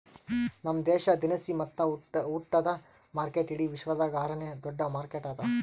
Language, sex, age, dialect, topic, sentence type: Kannada, male, 18-24, Northeastern, agriculture, statement